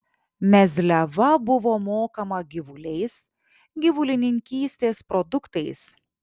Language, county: Lithuanian, Šiauliai